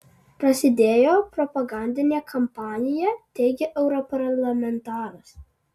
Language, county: Lithuanian, Alytus